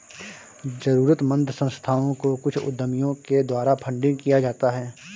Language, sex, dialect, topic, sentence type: Hindi, male, Awadhi Bundeli, banking, statement